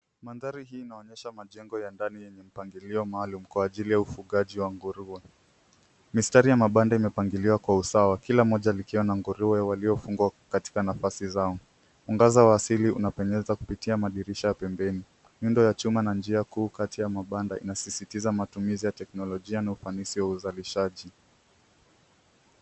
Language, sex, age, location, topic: Swahili, male, 18-24, Nairobi, agriculture